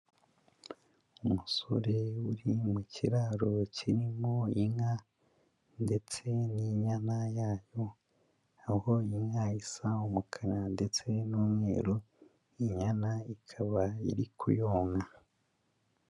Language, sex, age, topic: Kinyarwanda, male, 25-35, agriculture